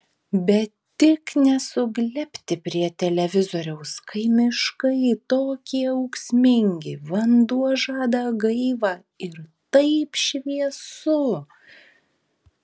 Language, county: Lithuanian, Vilnius